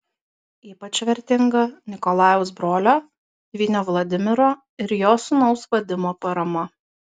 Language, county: Lithuanian, Kaunas